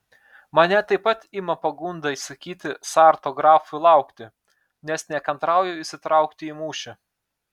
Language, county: Lithuanian, Telšiai